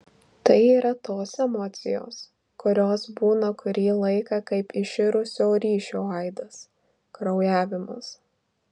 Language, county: Lithuanian, Marijampolė